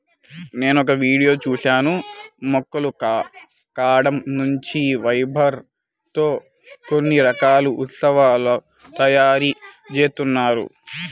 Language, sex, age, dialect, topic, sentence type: Telugu, male, 18-24, Central/Coastal, agriculture, statement